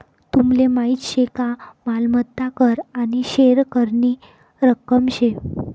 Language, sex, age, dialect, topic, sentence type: Marathi, female, 56-60, Northern Konkan, banking, statement